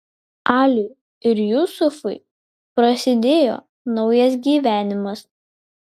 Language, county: Lithuanian, Vilnius